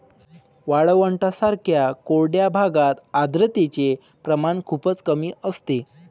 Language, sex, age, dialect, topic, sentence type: Marathi, male, 18-24, Varhadi, agriculture, statement